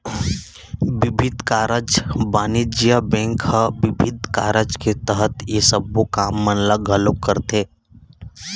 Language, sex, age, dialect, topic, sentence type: Chhattisgarhi, male, 31-35, Eastern, banking, statement